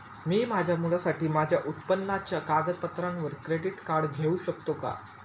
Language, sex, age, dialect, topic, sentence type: Marathi, male, 18-24, Standard Marathi, banking, question